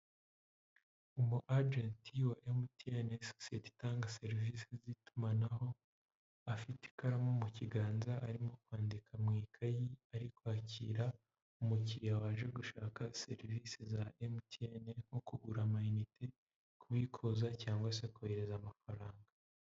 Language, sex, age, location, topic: Kinyarwanda, male, 18-24, Huye, finance